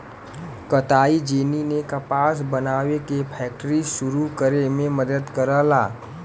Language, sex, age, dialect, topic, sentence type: Bhojpuri, male, 18-24, Western, agriculture, statement